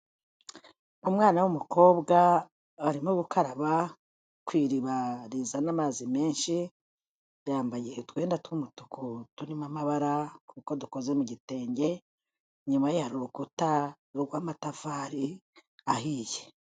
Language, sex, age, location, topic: Kinyarwanda, female, 36-49, Kigali, health